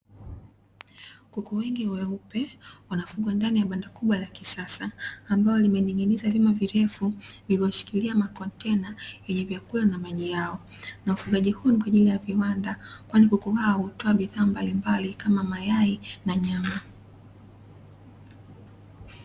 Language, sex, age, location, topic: Swahili, female, 25-35, Dar es Salaam, agriculture